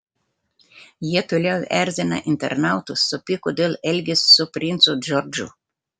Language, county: Lithuanian, Telšiai